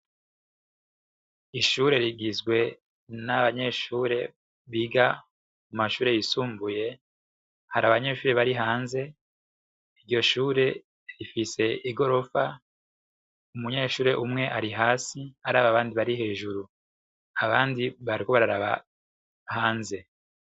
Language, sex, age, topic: Rundi, male, 25-35, education